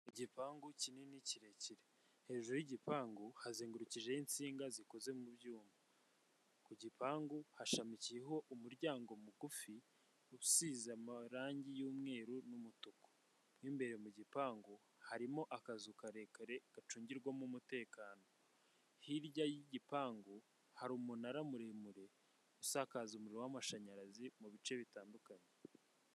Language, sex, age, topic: Kinyarwanda, male, 25-35, government